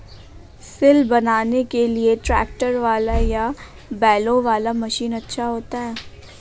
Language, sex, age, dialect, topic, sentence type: Hindi, female, 18-24, Awadhi Bundeli, agriculture, question